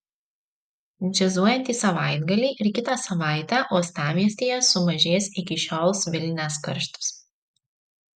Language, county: Lithuanian, Marijampolė